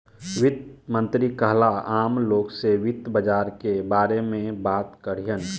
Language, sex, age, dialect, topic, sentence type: Bhojpuri, male, 18-24, Southern / Standard, banking, statement